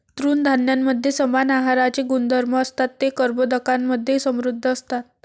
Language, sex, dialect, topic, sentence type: Marathi, female, Varhadi, agriculture, statement